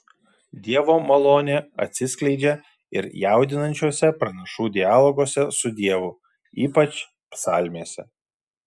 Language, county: Lithuanian, Šiauliai